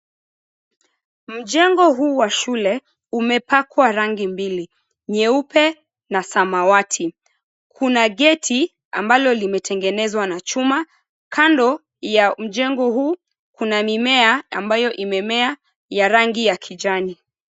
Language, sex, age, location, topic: Swahili, female, 25-35, Mombasa, government